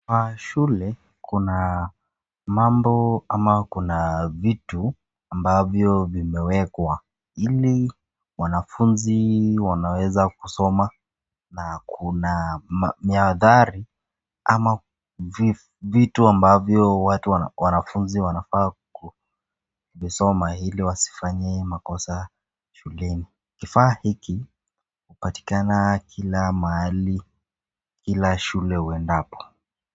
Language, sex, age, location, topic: Swahili, female, 36-49, Nakuru, education